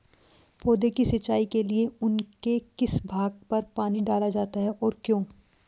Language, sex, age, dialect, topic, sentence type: Hindi, female, 18-24, Hindustani Malvi Khadi Boli, agriculture, question